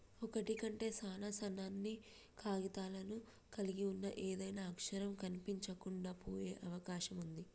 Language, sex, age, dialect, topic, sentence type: Telugu, female, 25-30, Telangana, agriculture, statement